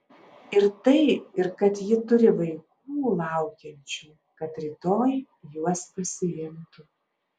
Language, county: Lithuanian, Alytus